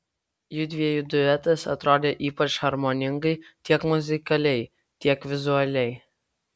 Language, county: Lithuanian, Vilnius